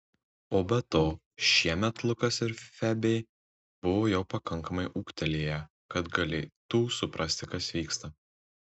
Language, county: Lithuanian, Tauragė